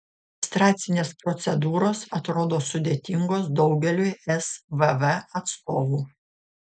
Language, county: Lithuanian, Šiauliai